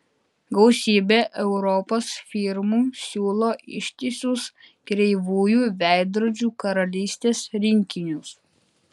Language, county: Lithuanian, Utena